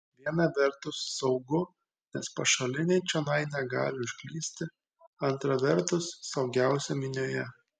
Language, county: Lithuanian, Kaunas